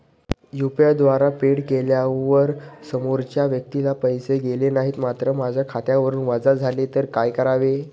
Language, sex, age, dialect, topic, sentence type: Marathi, male, 25-30, Standard Marathi, banking, question